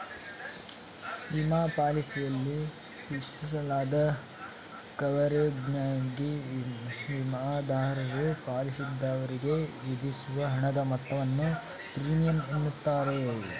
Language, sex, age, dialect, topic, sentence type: Kannada, male, 18-24, Mysore Kannada, banking, statement